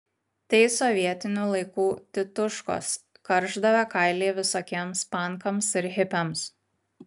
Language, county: Lithuanian, Kaunas